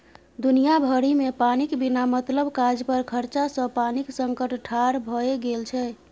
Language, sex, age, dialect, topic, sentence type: Maithili, female, 31-35, Bajjika, agriculture, statement